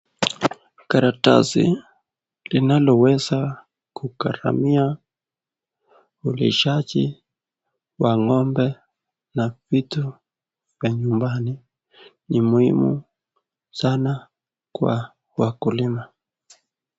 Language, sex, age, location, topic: Swahili, male, 18-24, Nakuru, finance